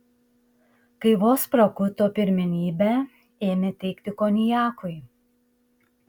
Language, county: Lithuanian, Šiauliai